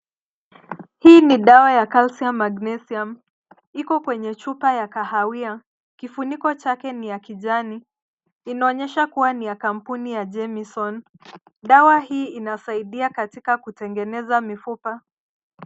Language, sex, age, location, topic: Swahili, female, 25-35, Nairobi, health